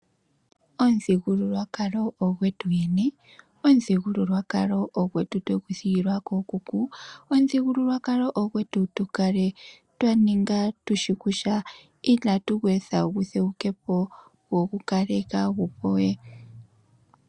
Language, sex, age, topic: Oshiwambo, female, 18-24, agriculture